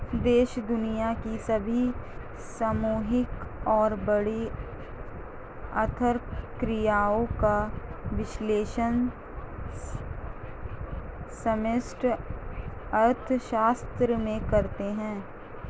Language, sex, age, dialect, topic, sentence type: Hindi, female, 18-24, Marwari Dhudhari, banking, statement